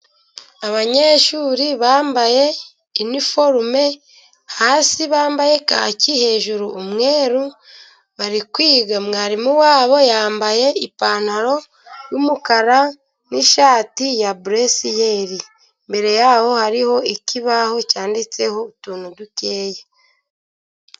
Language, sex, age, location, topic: Kinyarwanda, female, 25-35, Musanze, education